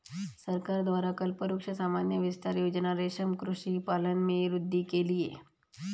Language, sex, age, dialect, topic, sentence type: Marathi, female, 31-35, Southern Konkan, agriculture, statement